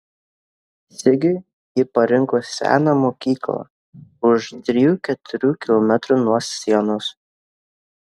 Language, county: Lithuanian, Kaunas